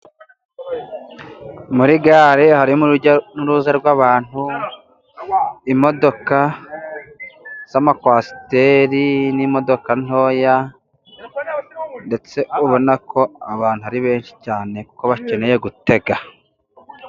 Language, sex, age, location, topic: Kinyarwanda, male, 18-24, Musanze, government